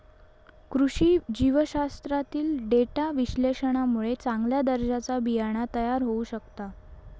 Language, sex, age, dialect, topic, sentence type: Marathi, female, 18-24, Southern Konkan, agriculture, statement